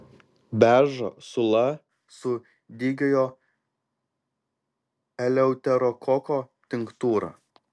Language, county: Lithuanian, Kaunas